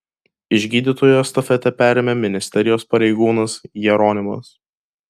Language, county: Lithuanian, Kaunas